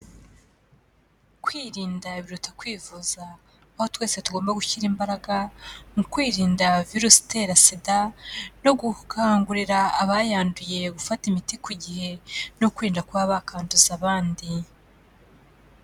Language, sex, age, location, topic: Kinyarwanda, female, 25-35, Kigali, health